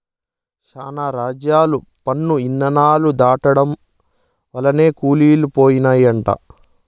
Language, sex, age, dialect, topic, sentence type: Telugu, male, 25-30, Southern, banking, statement